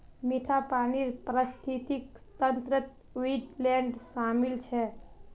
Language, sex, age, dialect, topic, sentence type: Magahi, female, 18-24, Northeastern/Surjapuri, agriculture, statement